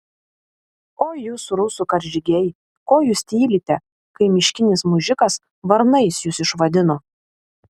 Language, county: Lithuanian, Vilnius